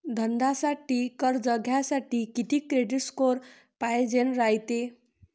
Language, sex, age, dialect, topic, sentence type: Marathi, female, 46-50, Varhadi, banking, question